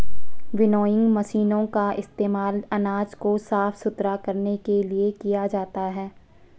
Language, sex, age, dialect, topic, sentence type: Hindi, female, 56-60, Marwari Dhudhari, agriculture, statement